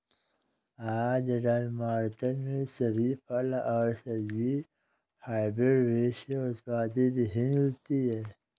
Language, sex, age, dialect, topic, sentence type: Hindi, male, 60-100, Kanauji Braj Bhasha, agriculture, statement